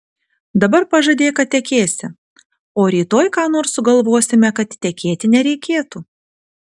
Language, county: Lithuanian, Kaunas